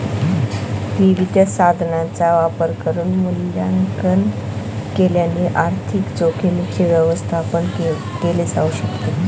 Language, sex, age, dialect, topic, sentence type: Marathi, male, 18-24, Northern Konkan, banking, statement